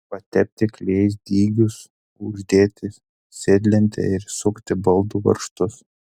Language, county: Lithuanian, Telšiai